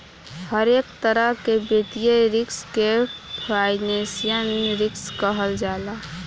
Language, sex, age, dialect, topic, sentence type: Bhojpuri, female, <18, Southern / Standard, banking, statement